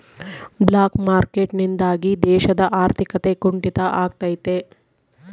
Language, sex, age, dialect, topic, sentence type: Kannada, female, 25-30, Central, banking, statement